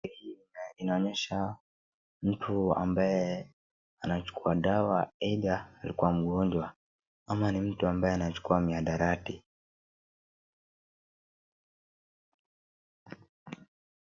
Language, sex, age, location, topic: Swahili, male, 36-49, Wajir, health